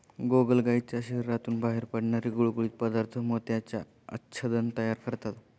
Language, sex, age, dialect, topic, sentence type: Marathi, male, 25-30, Standard Marathi, agriculture, statement